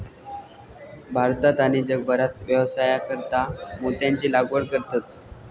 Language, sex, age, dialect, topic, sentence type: Marathi, male, 18-24, Southern Konkan, agriculture, statement